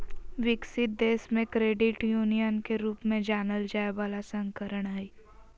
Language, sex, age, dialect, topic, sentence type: Magahi, female, 25-30, Southern, banking, statement